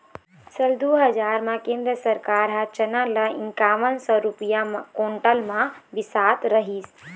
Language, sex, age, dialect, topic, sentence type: Chhattisgarhi, female, 51-55, Eastern, agriculture, statement